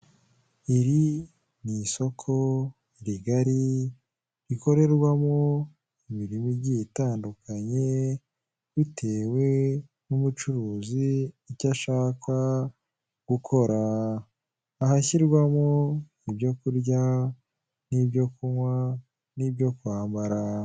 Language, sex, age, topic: Kinyarwanda, male, 18-24, finance